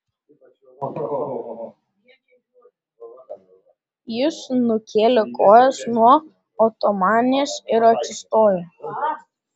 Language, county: Lithuanian, Vilnius